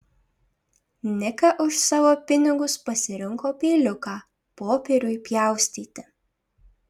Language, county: Lithuanian, Šiauliai